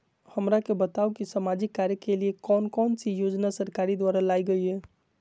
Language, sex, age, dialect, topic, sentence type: Magahi, male, 25-30, Southern, banking, question